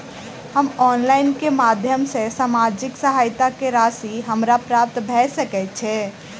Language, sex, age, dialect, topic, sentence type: Maithili, female, 18-24, Southern/Standard, banking, question